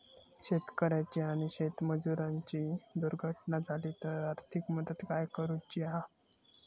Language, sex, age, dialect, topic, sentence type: Marathi, male, 18-24, Southern Konkan, agriculture, question